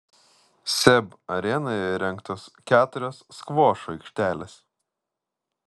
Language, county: Lithuanian, Vilnius